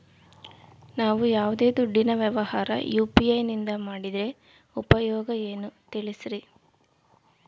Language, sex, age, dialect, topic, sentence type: Kannada, female, 18-24, Central, banking, question